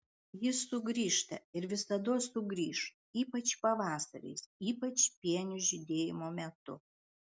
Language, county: Lithuanian, Klaipėda